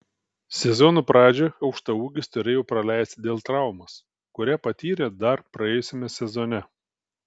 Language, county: Lithuanian, Telšiai